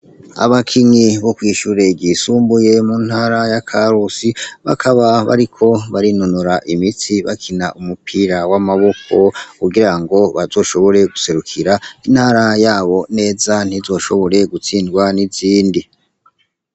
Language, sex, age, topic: Rundi, male, 25-35, education